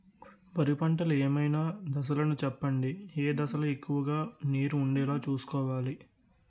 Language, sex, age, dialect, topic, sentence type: Telugu, male, 18-24, Utterandhra, agriculture, question